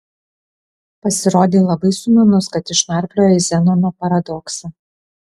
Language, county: Lithuanian, Kaunas